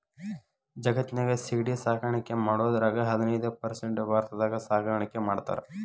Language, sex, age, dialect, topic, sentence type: Kannada, male, 18-24, Dharwad Kannada, agriculture, statement